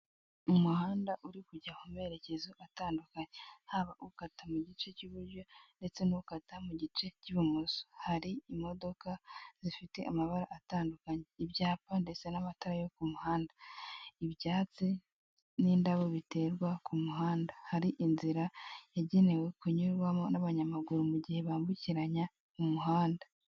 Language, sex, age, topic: Kinyarwanda, female, 18-24, government